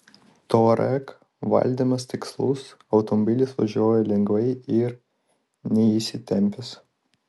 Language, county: Lithuanian, Vilnius